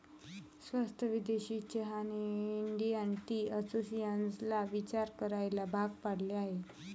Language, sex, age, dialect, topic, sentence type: Marathi, male, 18-24, Varhadi, agriculture, statement